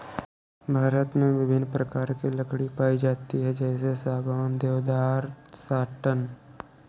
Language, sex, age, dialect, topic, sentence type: Hindi, male, 18-24, Awadhi Bundeli, agriculture, statement